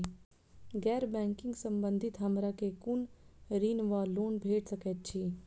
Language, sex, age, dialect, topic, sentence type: Maithili, female, 25-30, Southern/Standard, banking, question